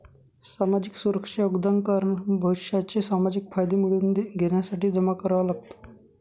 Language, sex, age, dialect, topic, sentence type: Marathi, male, 56-60, Northern Konkan, banking, statement